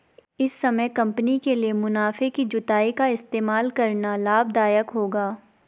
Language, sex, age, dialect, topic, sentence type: Hindi, female, 25-30, Garhwali, banking, statement